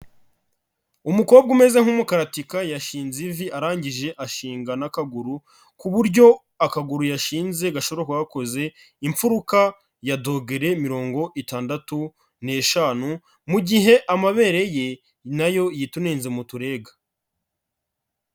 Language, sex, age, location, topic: Kinyarwanda, male, 25-35, Kigali, health